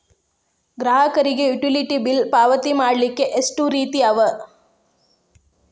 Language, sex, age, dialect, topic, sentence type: Kannada, female, 25-30, Dharwad Kannada, banking, question